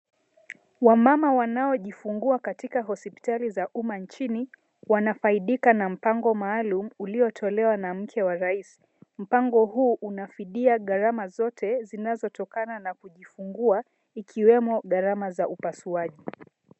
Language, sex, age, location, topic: Swahili, female, 25-35, Mombasa, health